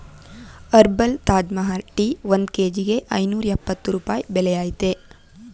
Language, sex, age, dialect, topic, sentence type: Kannada, female, 18-24, Mysore Kannada, agriculture, statement